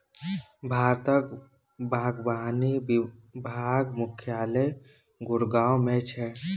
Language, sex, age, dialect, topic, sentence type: Maithili, male, 18-24, Bajjika, agriculture, statement